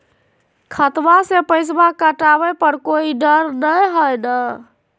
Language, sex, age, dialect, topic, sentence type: Magahi, female, 25-30, Southern, banking, question